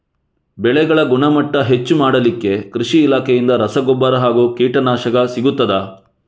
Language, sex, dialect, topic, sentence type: Kannada, male, Coastal/Dakshin, agriculture, question